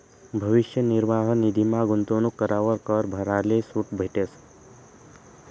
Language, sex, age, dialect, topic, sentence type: Marathi, male, 25-30, Northern Konkan, banking, statement